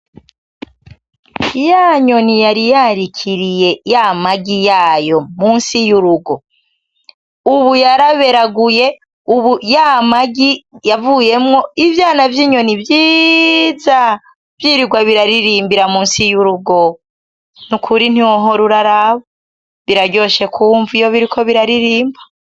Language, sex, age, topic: Rundi, female, 25-35, agriculture